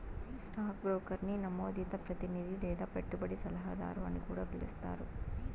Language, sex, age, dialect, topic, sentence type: Telugu, female, 18-24, Southern, banking, statement